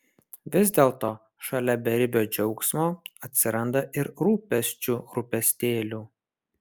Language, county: Lithuanian, Kaunas